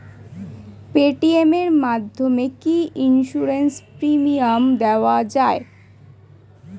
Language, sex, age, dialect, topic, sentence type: Bengali, female, 25-30, Standard Colloquial, banking, question